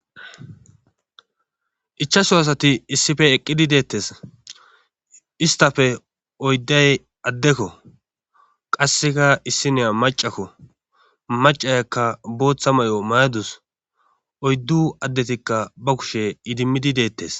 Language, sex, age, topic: Gamo, male, 25-35, government